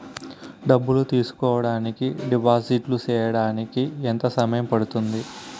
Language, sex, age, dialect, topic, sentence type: Telugu, male, 25-30, Southern, banking, question